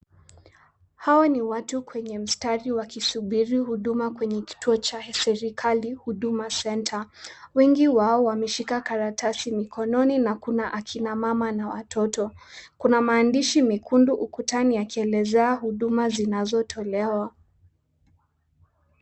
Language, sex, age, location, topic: Swahili, female, 18-24, Nakuru, government